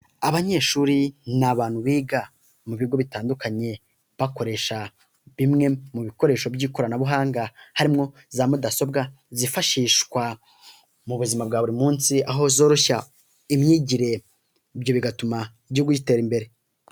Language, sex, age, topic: Kinyarwanda, male, 18-24, government